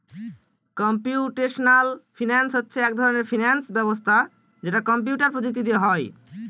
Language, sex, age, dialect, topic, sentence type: Bengali, male, <18, Northern/Varendri, banking, statement